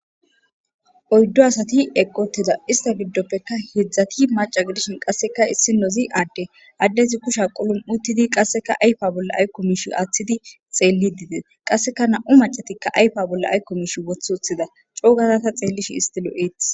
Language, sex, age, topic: Gamo, female, 18-24, government